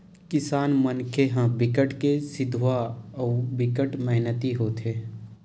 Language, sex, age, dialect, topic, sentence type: Chhattisgarhi, male, 18-24, Western/Budati/Khatahi, agriculture, statement